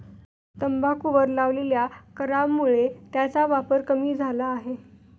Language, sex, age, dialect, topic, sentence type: Marathi, female, 18-24, Standard Marathi, agriculture, statement